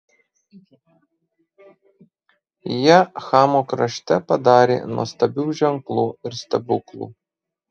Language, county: Lithuanian, Marijampolė